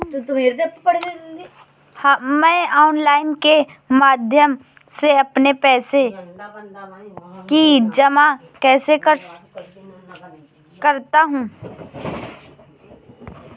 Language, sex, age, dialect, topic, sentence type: Hindi, female, 25-30, Awadhi Bundeli, banking, question